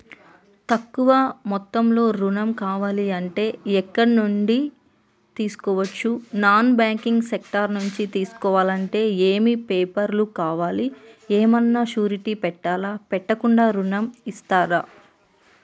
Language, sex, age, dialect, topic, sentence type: Telugu, male, 31-35, Telangana, banking, question